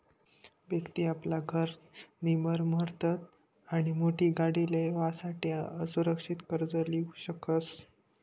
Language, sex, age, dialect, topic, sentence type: Marathi, male, 18-24, Northern Konkan, banking, statement